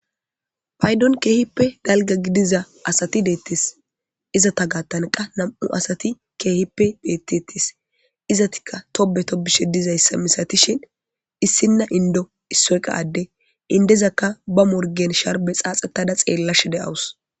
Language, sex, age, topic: Gamo, female, 18-24, government